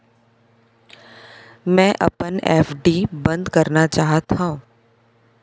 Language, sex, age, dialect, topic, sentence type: Chhattisgarhi, female, 56-60, Central, banking, statement